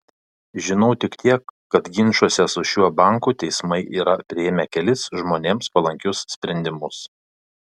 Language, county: Lithuanian, Panevėžys